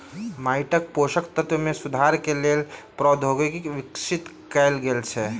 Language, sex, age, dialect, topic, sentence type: Maithili, male, 36-40, Southern/Standard, agriculture, statement